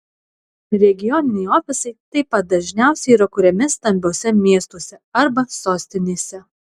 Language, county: Lithuanian, Alytus